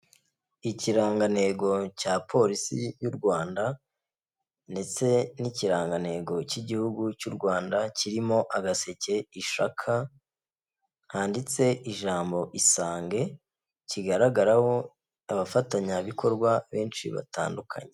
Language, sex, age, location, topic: Kinyarwanda, male, 25-35, Kigali, health